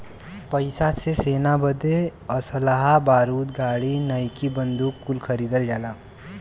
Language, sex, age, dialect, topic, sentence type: Bhojpuri, male, 18-24, Western, banking, statement